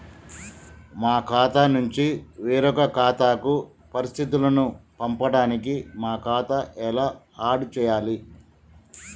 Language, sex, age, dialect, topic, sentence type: Telugu, male, 46-50, Telangana, banking, question